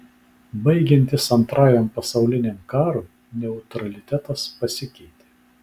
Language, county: Lithuanian, Vilnius